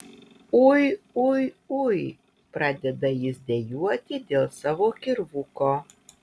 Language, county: Lithuanian, Utena